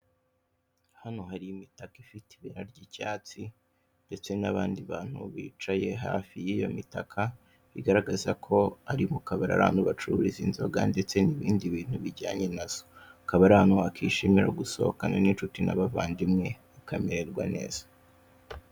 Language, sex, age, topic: Kinyarwanda, male, 18-24, finance